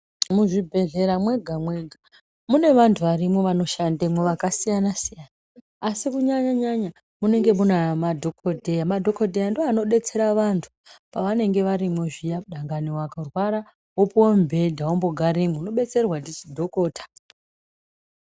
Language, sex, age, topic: Ndau, female, 25-35, health